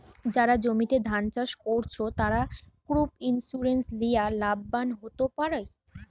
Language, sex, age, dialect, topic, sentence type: Bengali, female, 25-30, Western, banking, statement